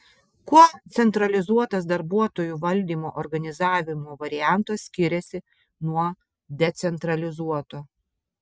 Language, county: Lithuanian, Vilnius